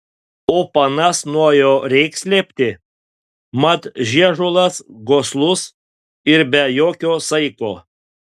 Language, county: Lithuanian, Panevėžys